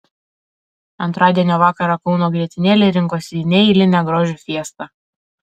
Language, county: Lithuanian, Alytus